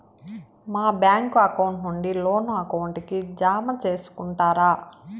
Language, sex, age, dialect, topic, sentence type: Telugu, male, 56-60, Southern, banking, question